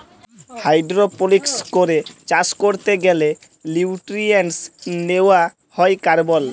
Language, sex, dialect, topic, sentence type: Bengali, male, Jharkhandi, agriculture, statement